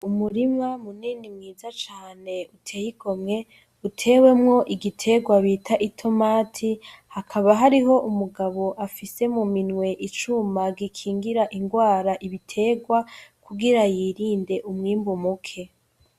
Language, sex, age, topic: Rundi, female, 18-24, agriculture